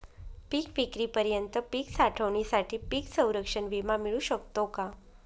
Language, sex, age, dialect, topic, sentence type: Marathi, female, 25-30, Northern Konkan, agriculture, question